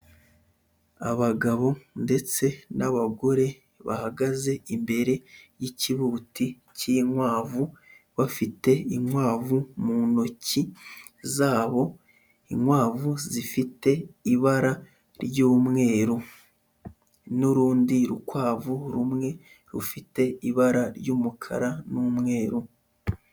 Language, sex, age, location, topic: Kinyarwanda, male, 25-35, Huye, agriculture